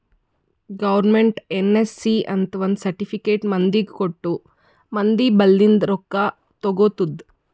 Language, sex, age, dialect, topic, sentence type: Kannada, female, 25-30, Northeastern, banking, statement